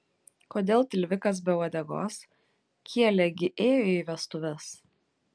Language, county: Lithuanian, Klaipėda